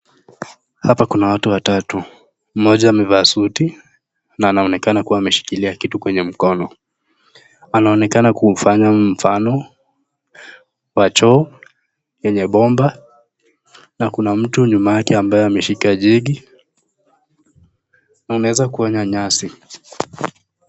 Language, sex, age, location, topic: Swahili, male, 18-24, Nakuru, health